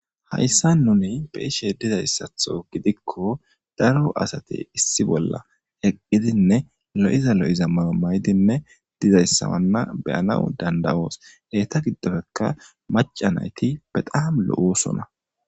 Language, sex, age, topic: Gamo, male, 18-24, government